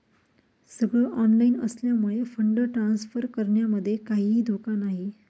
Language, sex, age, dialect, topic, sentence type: Marathi, female, 31-35, Northern Konkan, banking, statement